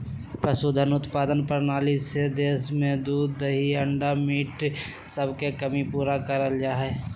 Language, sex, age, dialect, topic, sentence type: Magahi, male, 18-24, Southern, agriculture, statement